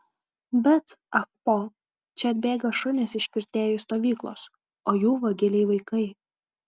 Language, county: Lithuanian, Kaunas